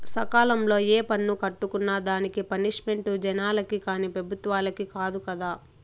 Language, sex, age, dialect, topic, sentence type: Telugu, female, 18-24, Southern, banking, statement